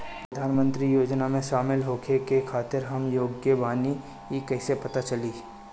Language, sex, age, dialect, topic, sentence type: Bhojpuri, female, 31-35, Northern, banking, question